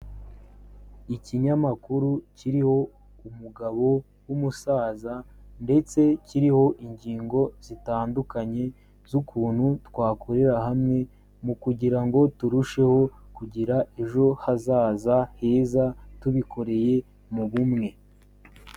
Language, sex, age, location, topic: Kinyarwanda, male, 18-24, Kigali, health